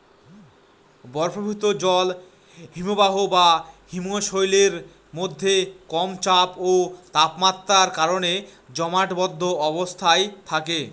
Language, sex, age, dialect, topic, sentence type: Bengali, male, 25-30, Northern/Varendri, agriculture, statement